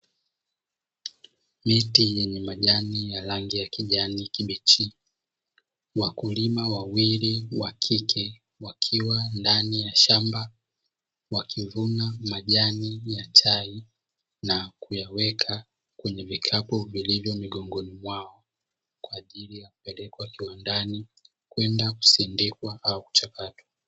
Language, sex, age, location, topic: Swahili, male, 25-35, Dar es Salaam, agriculture